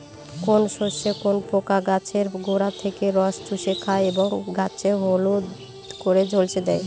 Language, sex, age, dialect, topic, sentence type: Bengali, female, 31-35, Northern/Varendri, agriculture, question